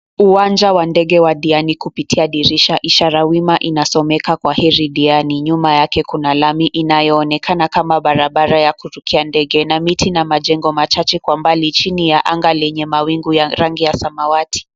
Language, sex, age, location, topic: Swahili, female, 18-24, Mombasa, government